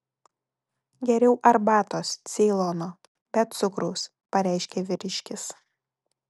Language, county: Lithuanian, Telšiai